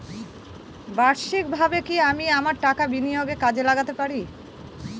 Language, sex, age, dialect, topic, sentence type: Bengali, female, 18-24, Northern/Varendri, banking, question